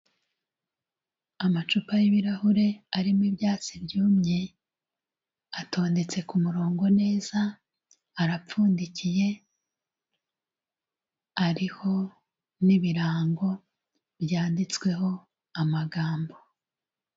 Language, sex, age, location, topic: Kinyarwanda, female, 36-49, Kigali, health